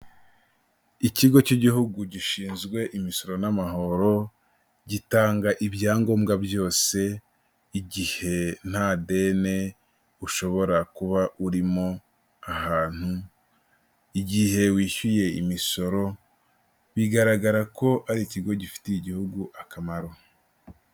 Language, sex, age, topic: Kinyarwanda, male, 18-24, finance